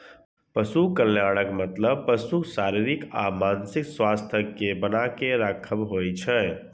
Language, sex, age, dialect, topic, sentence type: Maithili, male, 60-100, Eastern / Thethi, agriculture, statement